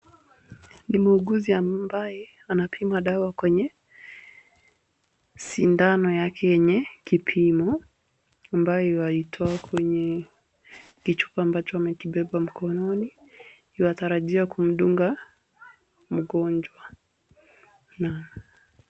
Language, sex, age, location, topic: Swahili, female, 18-24, Kisumu, health